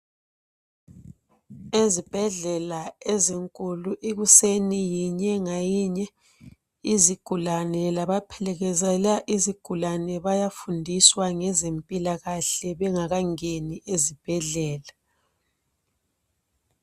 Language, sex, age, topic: North Ndebele, female, 36-49, health